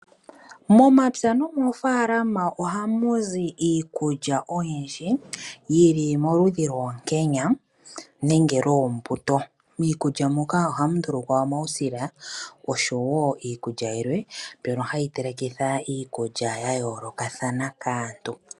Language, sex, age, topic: Oshiwambo, female, 25-35, agriculture